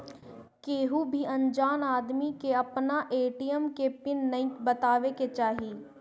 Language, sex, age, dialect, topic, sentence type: Bhojpuri, female, 18-24, Northern, banking, statement